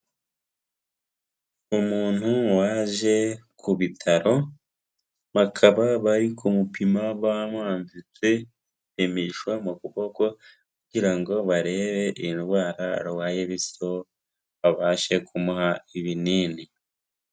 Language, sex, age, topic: Kinyarwanda, male, 18-24, health